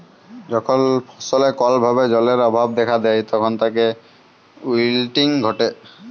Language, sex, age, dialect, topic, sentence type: Bengali, male, 18-24, Jharkhandi, agriculture, statement